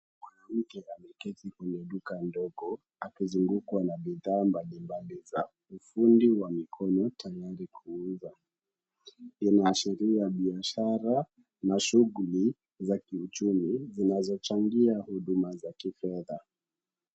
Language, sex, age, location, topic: Swahili, male, 18-24, Kisumu, finance